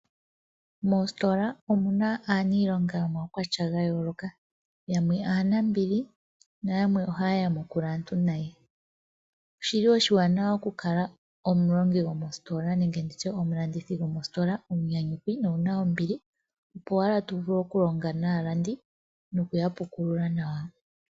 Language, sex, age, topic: Oshiwambo, female, 25-35, finance